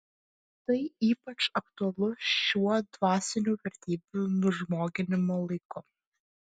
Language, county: Lithuanian, Klaipėda